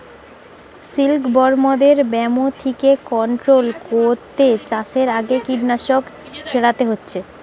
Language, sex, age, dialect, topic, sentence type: Bengali, female, 18-24, Western, agriculture, statement